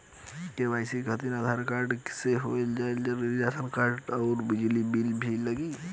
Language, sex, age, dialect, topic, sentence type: Bhojpuri, male, 18-24, Western, banking, question